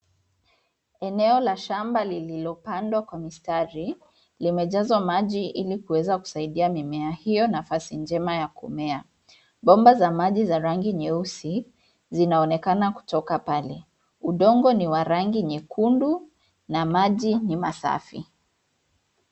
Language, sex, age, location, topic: Swahili, female, 25-35, Nairobi, agriculture